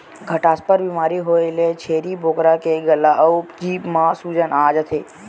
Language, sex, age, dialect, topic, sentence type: Chhattisgarhi, male, 18-24, Western/Budati/Khatahi, agriculture, statement